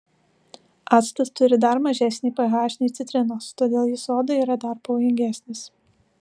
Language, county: Lithuanian, Alytus